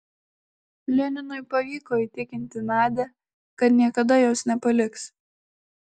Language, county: Lithuanian, Klaipėda